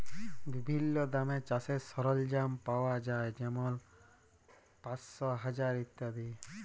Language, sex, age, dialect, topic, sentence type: Bengali, male, 18-24, Jharkhandi, agriculture, statement